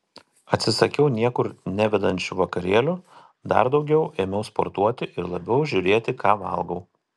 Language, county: Lithuanian, Telšiai